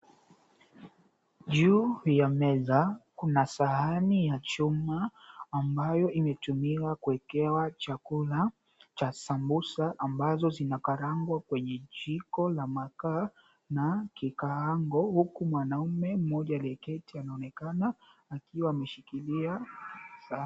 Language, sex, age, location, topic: Swahili, female, 25-35, Mombasa, agriculture